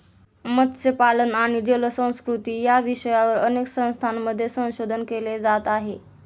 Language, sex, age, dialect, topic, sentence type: Marathi, female, 18-24, Standard Marathi, agriculture, statement